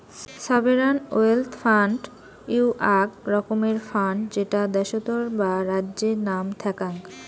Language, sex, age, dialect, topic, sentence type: Bengali, female, 25-30, Rajbangshi, banking, statement